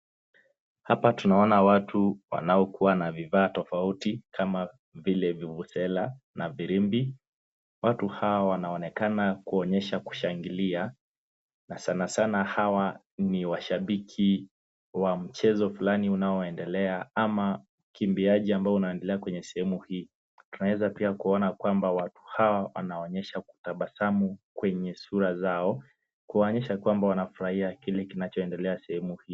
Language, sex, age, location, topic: Swahili, male, 18-24, Nakuru, government